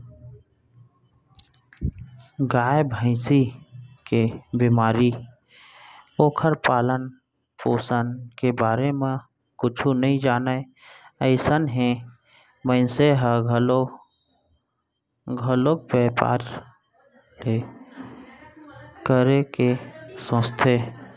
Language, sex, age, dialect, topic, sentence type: Chhattisgarhi, male, 31-35, Central, agriculture, statement